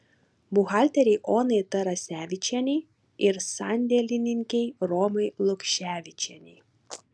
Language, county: Lithuanian, Klaipėda